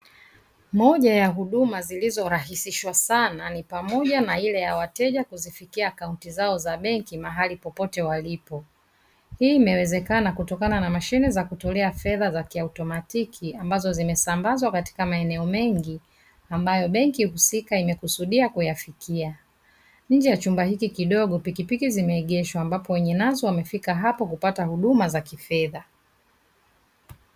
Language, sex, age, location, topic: Swahili, female, 36-49, Dar es Salaam, finance